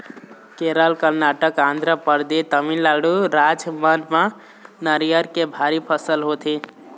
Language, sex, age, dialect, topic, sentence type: Chhattisgarhi, male, 18-24, Eastern, agriculture, statement